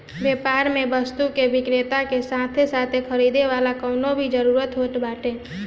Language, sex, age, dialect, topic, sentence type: Bhojpuri, female, 18-24, Northern, banking, statement